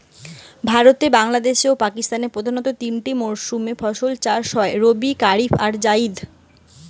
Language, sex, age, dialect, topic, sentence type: Bengali, female, 25-30, Western, agriculture, statement